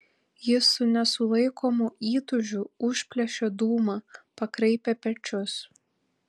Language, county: Lithuanian, Panevėžys